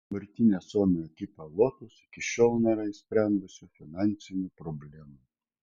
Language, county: Lithuanian, Kaunas